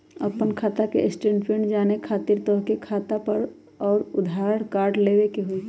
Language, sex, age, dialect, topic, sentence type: Magahi, female, 31-35, Western, banking, question